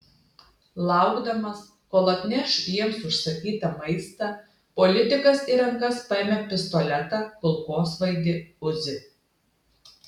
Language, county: Lithuanian, Klaipėda